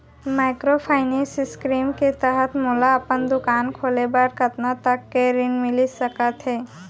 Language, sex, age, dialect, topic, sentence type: Chhattisgarhi, female, 18-24, Central, banking, question